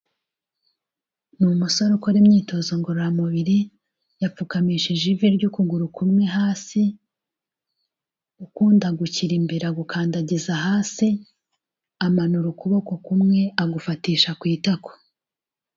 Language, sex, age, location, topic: Kinyarwanda, female, 36-49, Kigali, health